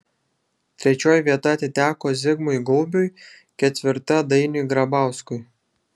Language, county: Lithuanian, Šiauliai